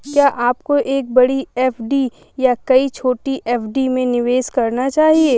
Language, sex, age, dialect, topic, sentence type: Hindi, female, 25-30, Hindustani Malvi Khadi Boli, banking, question